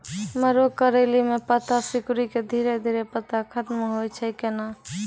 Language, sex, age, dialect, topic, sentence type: Maithili, female, 18-24, Angika, agriculture, question